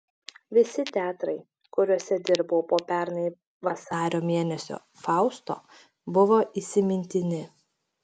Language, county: Lithuanian, Šiauliai